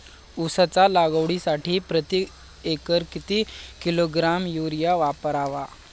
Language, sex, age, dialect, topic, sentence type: Marathi, male, 18-24, Standard Marathi, agriculture, question